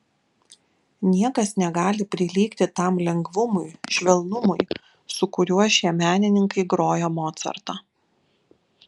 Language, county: Lithuanian, Kaunas